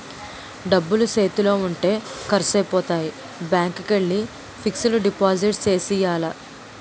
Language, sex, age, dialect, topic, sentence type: Telugu, female, 18-24, Utterandhra, banking, statement